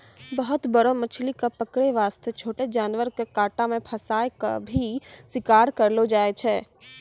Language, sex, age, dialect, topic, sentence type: Maithili, female, 18-24, Angika, agriculture, statement